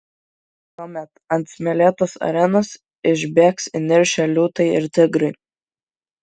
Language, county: Lithuanian, Kaunas